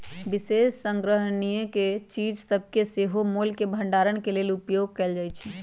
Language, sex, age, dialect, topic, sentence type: Magahi, female, 36-40, Western, banking, statement